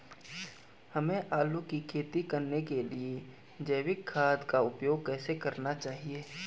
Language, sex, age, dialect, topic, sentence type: Hindi, male, 18-24, Garhwali, agriculture, question